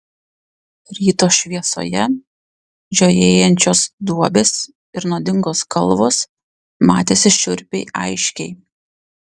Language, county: Lithuanian, Panevėžys